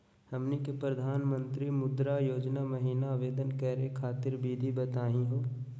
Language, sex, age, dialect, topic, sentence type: Magahi, male, 25-30, Southern, banking, question